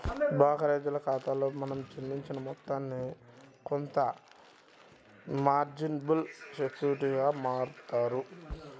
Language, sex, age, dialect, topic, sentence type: Telugu, male, 25-30, Central/Coastal, banking, statement